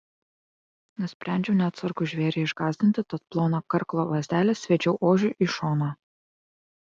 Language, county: Lithuanian, Kaunas